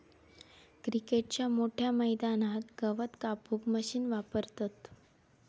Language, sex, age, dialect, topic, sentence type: Marathi, female, 18-24, Southern Konkan, agriculture, statement